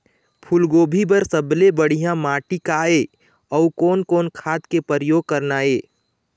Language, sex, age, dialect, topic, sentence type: Chhattisgarhi, male, 25-30, Eastern, agriculture, question